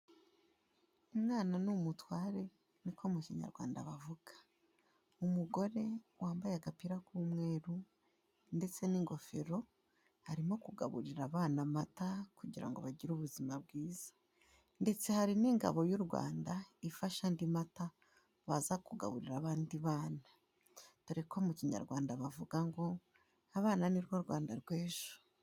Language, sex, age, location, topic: Kinyarwanda, female, 25-35, Kigali, health